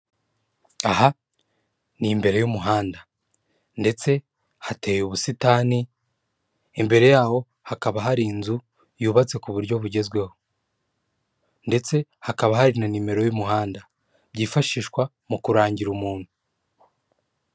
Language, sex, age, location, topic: Kinyarwanda, female, 36-49, Kigali, government